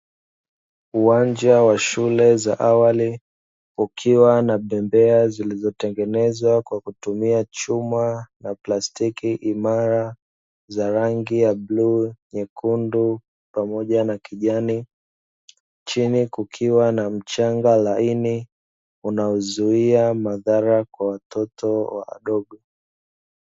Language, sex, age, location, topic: Swahili, male, 25-35, Dar es Salaam, education